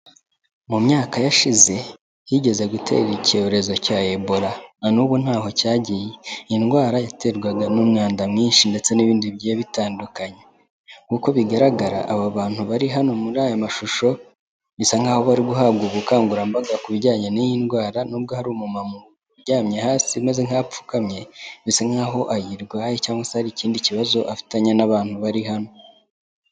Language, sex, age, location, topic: Kinyarwanda, male, 18-24, Kigali, health